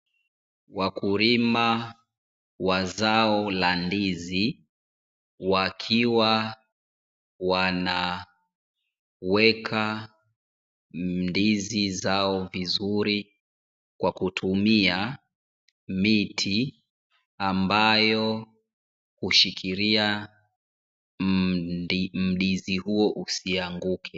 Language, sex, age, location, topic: Swahili, female, 25-35, Dar es Salaam, agriculture